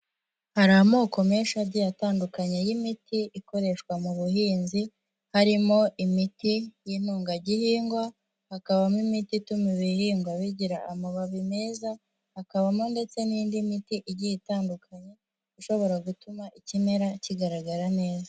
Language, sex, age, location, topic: Kinyarwanda, female, 18-24, Huye, agriculture